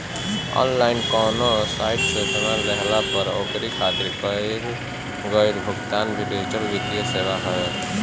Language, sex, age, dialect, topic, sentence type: Bhojpuri, male, 25-30, Northern, banking, statement